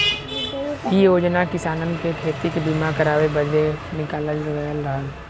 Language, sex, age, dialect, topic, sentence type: Bhojpuri, male, 18-24, Western, agriculture, statement